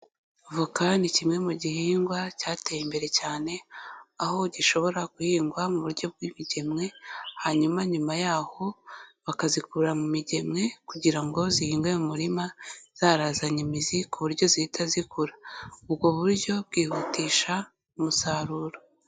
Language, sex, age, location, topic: Kinyarwanda, female, 18-24, Kigali, agriculture